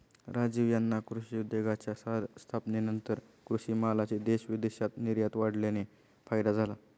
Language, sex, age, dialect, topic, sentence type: Marathi, male, 25-30, Standard Marathi, agriculture, statement